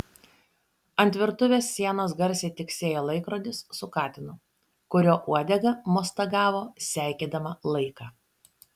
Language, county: Lithuanian, Šiauliai